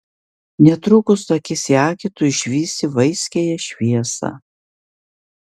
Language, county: Lithuanian, Vilnius